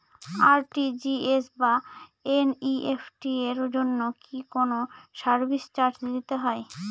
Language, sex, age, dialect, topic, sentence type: Bengali, female, 18-24, Northern/Varendri, banking, question